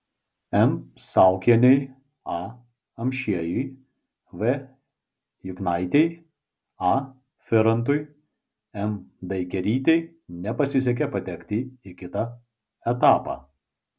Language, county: Lithuanian, Vilnius